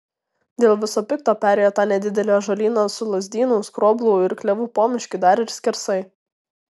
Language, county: Lithuanian, Tauragė